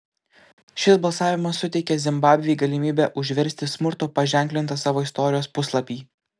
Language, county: Lithuanian, Klaipėda